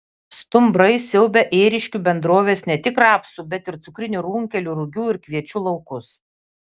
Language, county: Lithuanian, Vilnius